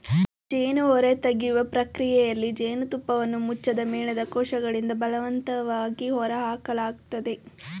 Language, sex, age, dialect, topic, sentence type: Kannada, female, 18-24, Mysore Kannada, agriculture, statement